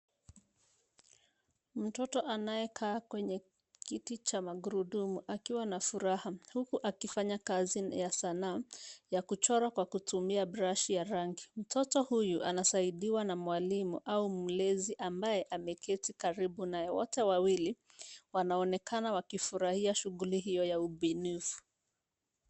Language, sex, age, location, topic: Swahili, female, 25-35, Nairobi, education